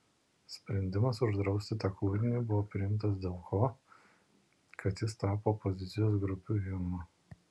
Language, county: Lithuanian, Alytus